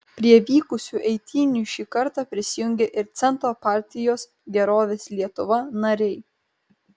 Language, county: Lithuanian, Kaunas